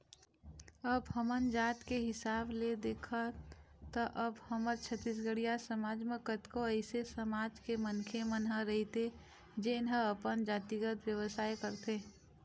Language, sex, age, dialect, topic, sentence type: Chhattisgarhi, female, 25-30, Eastern, banking, statement